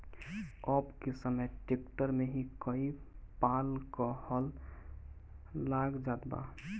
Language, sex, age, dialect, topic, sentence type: Bhojpuri, male, 18-24, Northern, agriculture, statement